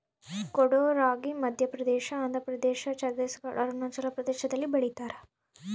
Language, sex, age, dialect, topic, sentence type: Kannada, female, 25-30, Central, agriculture, statement